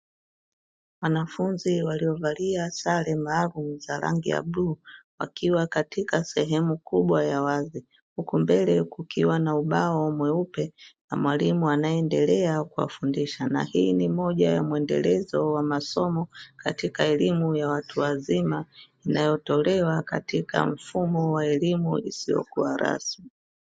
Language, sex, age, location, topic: Swahili, female, 36-49, Dar es Salaam, education